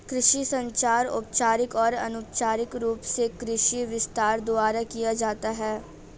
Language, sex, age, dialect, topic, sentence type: Hindi, female, 18-24, Marwari Dhudhari, agriculture, statement